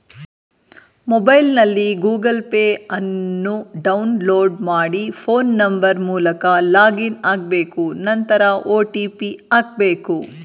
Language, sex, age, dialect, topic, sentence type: Kannada, female, 36-40, Mysore Kannada, banking, statement